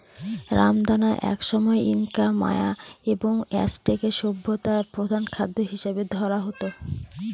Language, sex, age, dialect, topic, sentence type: Bengali, female, 18-24, Northern/Varendri, agriculture, statement